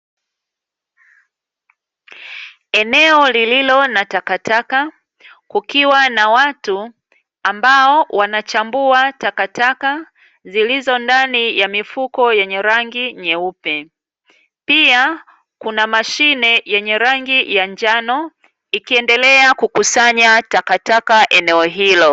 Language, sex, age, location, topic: Swahili, female, 36-49, Dar es Salaam, government